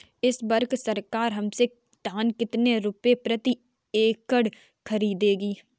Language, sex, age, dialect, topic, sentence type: Hindi, female, 25-30, Kanauji Braj Bhasha, agriculture, question